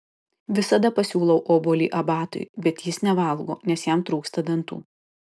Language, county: Lithuanian, Kaunas